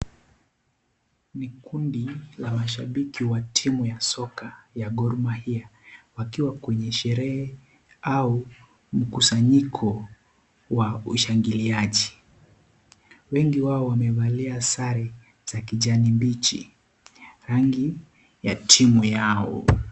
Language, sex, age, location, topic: Swahili, male, 18-24, Kisii, government